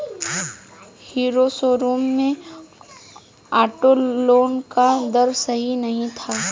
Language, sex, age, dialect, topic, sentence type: Hindi, female, 18-24, Hindustani Malvi Khadi Boli, banking, statement